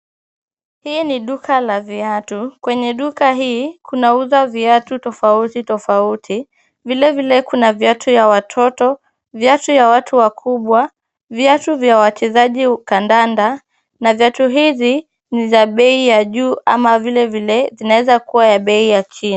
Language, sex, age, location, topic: Swahili, female, 25-35, Kisumu, finance